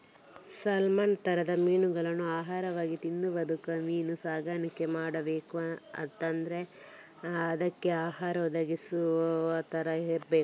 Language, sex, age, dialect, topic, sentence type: Kannada, female, 36-40, Coastal/Dakshin, agriculture, statement